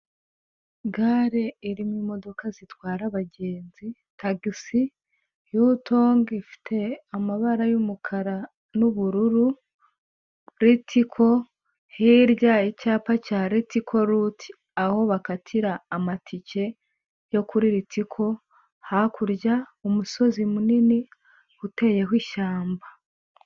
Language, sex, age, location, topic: Kinyarwanda, female, 25-35, Kigali, government